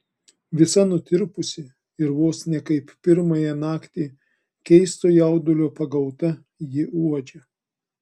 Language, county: Lithuanian, Klaipėda